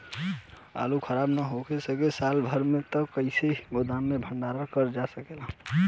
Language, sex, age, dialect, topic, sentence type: Bhojpuri, male, 18-24, Western, agriculture, question